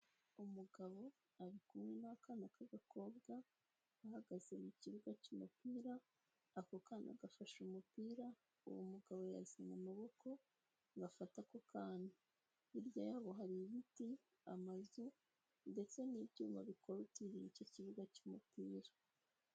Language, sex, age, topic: Kinyarwanda, female, 18-24, health